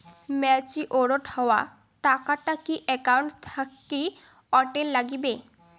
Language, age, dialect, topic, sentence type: Bengali, <18, Rajbangshi, banking, question